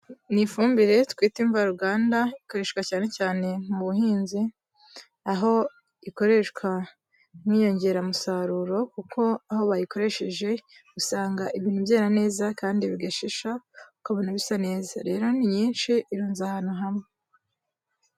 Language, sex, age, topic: Kinyarwanda, female, 18-24, agriculture